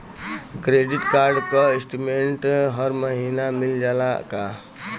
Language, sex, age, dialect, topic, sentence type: Bhojpuri, male, 36-40, Western, banking, question